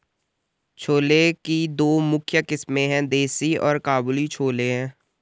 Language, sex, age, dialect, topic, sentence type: Hindi, male, 18-24, Garhwali, agriculture, statement